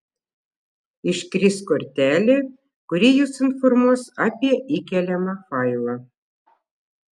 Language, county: Lithuanian, Šiauliai